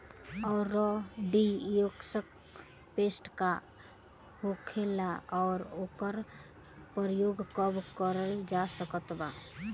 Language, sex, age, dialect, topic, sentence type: Bhojpuri, female, <18, Southern / Standard, agriculture, question